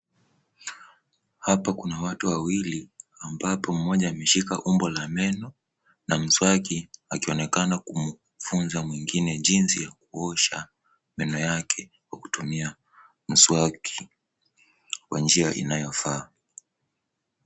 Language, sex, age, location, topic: Swahili, male, 18-24, Wajir, health